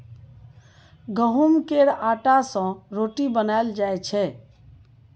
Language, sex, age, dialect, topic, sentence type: Maithili, female, 41-45, Bajjika, agriculture, statement